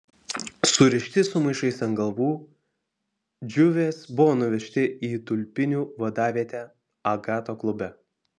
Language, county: Lithuanian, Vilnius